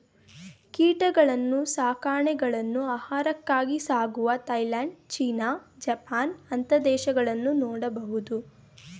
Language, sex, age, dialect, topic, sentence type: Kannada, female, 18-24, Mysore Kannada, agriculture, statement